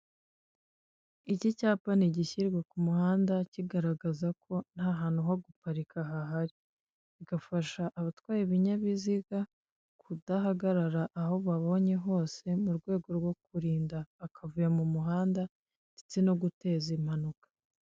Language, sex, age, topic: Kinyarwanda, female, 25-35, government